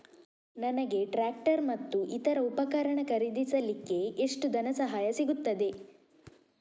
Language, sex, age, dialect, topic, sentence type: Kannada, male, 36-40, Coastal/Dakshin, agriculture, question